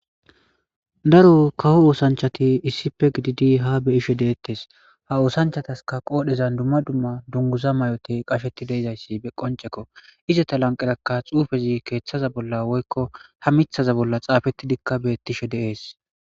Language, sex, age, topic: Gamo, male, 25-35, government